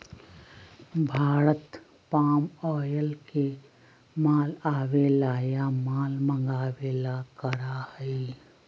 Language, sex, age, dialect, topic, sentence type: Magahi, female, 60-100, Western, agriculture, statement